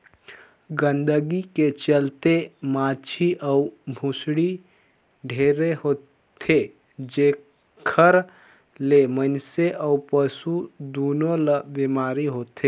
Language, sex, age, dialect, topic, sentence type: Chhattisgarhi, male, 56-60, Northern/Bhandar, agriculture, statement